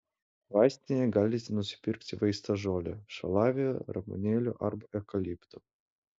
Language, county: Lithuanian, Utena